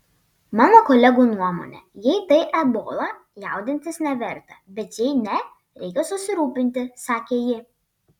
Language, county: Lithuanian, Panevėžys